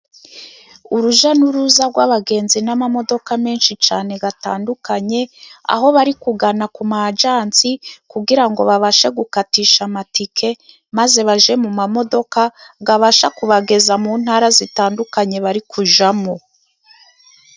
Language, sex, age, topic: Kinyarwanda, female, 36-49, government